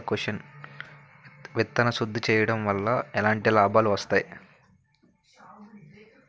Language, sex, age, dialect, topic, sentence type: Telugu, male, 18-24, Utterandhra, agriculture, question